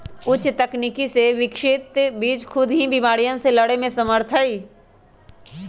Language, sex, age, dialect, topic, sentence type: Magahi, male, 18-24, Western, agriculture, statement